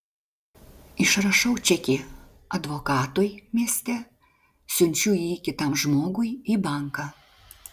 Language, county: Lithuanian, Klaipėda